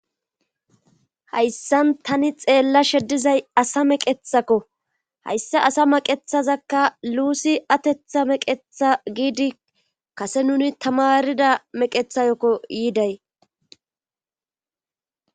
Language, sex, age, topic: Gamo, female, 25-35, government